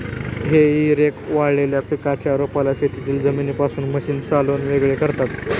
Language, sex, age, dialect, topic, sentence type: Marathi, male, 18-24, Standard Marathi, agriculture, statement